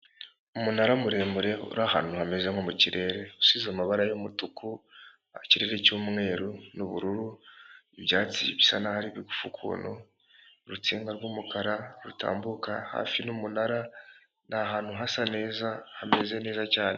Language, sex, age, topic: Kinyarwanda, male, 18-24, government